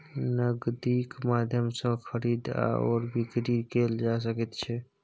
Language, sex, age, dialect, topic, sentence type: Maithili, male, 18-24, Bajjika, banking, statement